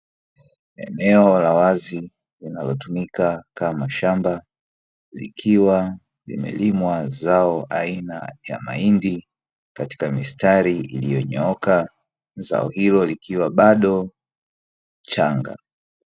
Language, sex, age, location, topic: Swahili, male, 36-49, Dar es Salaam, agriculture